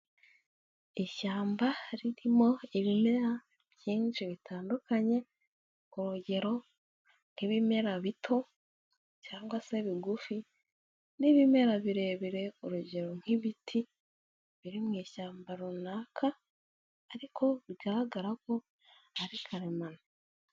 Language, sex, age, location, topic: Kinyarwanda, female, 18-24, Kigali, health